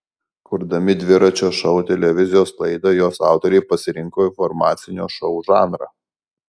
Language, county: Lithuanian, Alytus